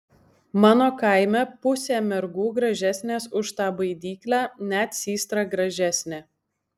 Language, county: Lithuanian, Alytus